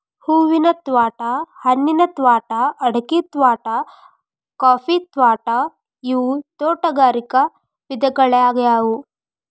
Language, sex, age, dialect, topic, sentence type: Kannada, female, 25-30, Dharwad Kannada, agriculture, statement